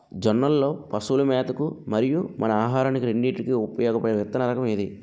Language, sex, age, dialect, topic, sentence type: Telugu, male, 25-30, Utterandhra, agriculture, question